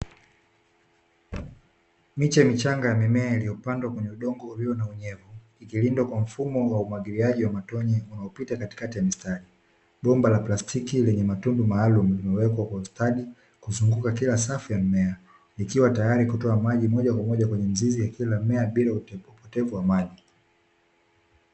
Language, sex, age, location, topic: Swahili, male, 18-24, Dar es Salaam, agriculture